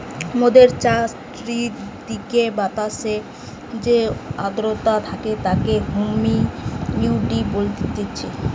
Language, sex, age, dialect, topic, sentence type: Bengali, female, 18-24, Western, agriculture, statement